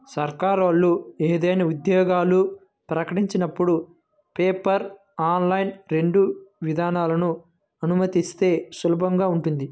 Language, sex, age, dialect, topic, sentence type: Telugu, male, 25-30, Central/Coastal, agriculture, statement